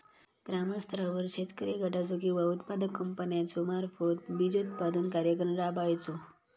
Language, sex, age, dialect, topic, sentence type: Marathi, female, 31-35, Southern Konkan, agriculture, question